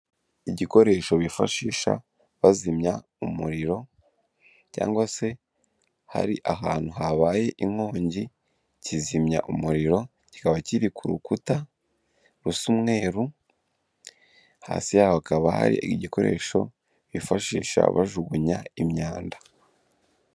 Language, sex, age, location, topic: Kinyarwanda, male, 18-24, Kigali, government